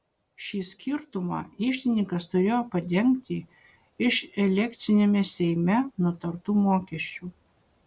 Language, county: Lithuanian, Utena